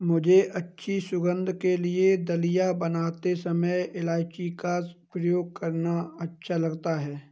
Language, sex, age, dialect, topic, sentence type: Hindi, male, 25-30, Kanauji Braj Bhasha, agriculture, statement